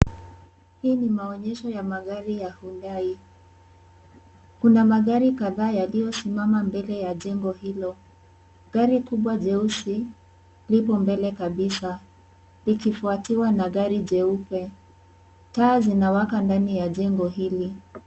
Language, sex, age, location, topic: Swahili, female, 18-24, Kisii, finance